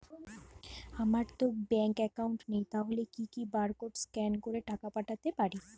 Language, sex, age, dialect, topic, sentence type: Bengali, female, 25-30, Standard Colloquial, banking, question